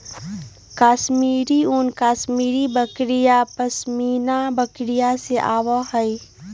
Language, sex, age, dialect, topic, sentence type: Magahi, female, 18-24, Western, agriculture, statement